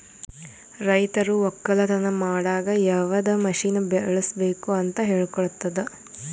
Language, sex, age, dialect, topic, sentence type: Kannada, female, 18-24, Northeastern, agriculture, statement